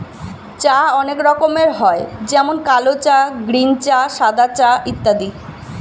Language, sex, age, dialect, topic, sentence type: Bengali, female, 25-30, Standard Colloquial, agriculture, statement